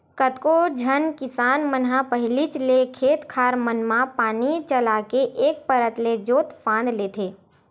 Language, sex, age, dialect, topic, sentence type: Chhattisgarhi, female, 25-30, Western/Budati/Khatahi, agriculture, statement